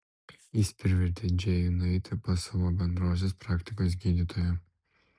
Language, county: Lithuanian, Alytus